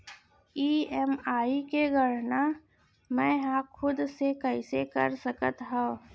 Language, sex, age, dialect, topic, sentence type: Chhattisgarhi, female, 60-100, Central, banking, question